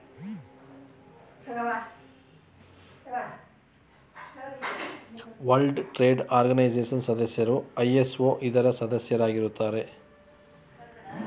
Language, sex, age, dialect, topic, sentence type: Kannada, male, 41-45, Mysore Kannada, banking, statement